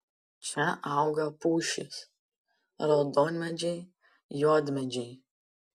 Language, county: Lithuanian, Panevėžys